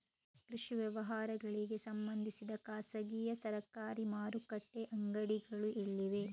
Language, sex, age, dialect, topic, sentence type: Kannada, female, 36-40, Coastal/Dakshin, agriculture, question